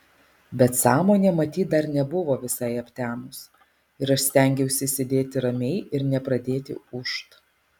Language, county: Lithuanian, Alytus